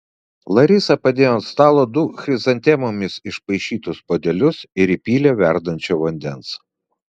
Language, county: Lithuanian, Vilnius